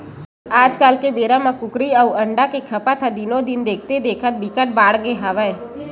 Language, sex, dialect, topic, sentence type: Chhattisgarhi, female, Western/Budati/Khatahi, agriculture, statement